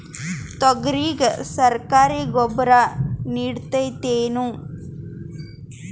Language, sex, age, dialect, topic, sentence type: Kannada, female, 18-24, Northeastern, agriculture, question